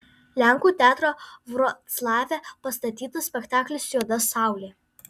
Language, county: Lithuanian, Alytus